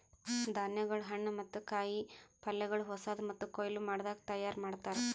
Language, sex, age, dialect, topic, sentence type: Kannada, female, 18-24, Northeastern, agriculture, statement